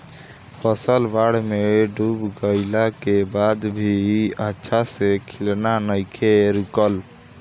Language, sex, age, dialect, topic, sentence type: Bhojpuri, male, <18, Southern / Standard, agriculture, question